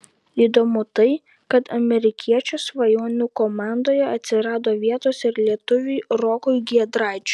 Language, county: Lithuanian, Vilnius